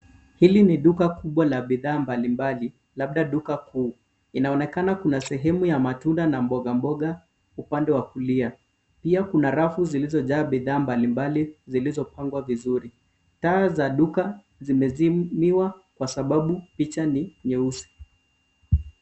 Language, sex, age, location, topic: Swahili, male, 25-35, Nairobi, finance